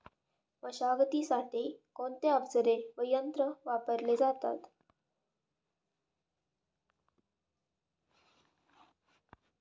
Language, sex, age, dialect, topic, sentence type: Marathi, female, 18-24, Standard Marathi, agriculture, question